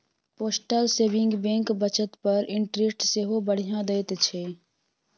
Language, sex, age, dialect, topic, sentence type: Maithili, female, 18-24, Bajjika, banking, statement